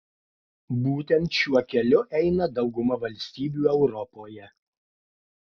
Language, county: Lithuanian, Klaipėda